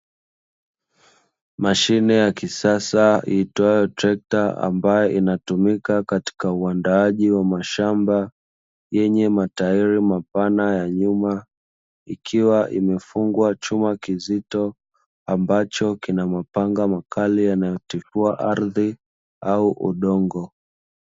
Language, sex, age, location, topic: Swahili, male, 25-35, Dar es Salaam, agriculture